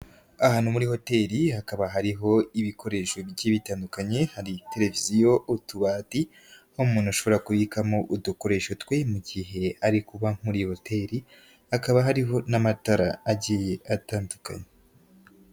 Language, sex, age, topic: Kinyarwanda, female, 18-24, finance